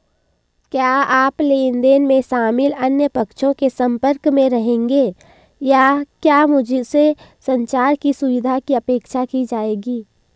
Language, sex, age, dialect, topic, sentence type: Hindi, female, 18-24, Hindustani Malvi Khadi Boli, banking, question